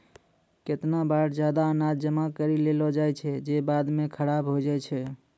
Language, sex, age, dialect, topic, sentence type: Maithili, male, 18-24, Angika, agriculture, statement